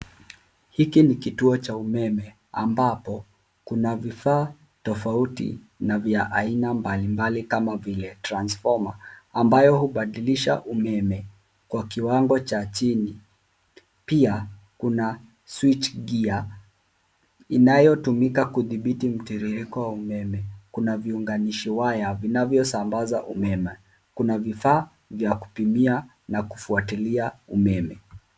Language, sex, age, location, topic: Swahili, male, 18-24, Nairobi, government